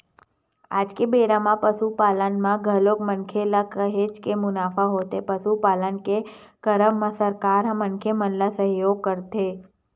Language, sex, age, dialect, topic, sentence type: Chhattisgarhi, female, 25-30, Western/Budati/Khatahi, agriculture, statement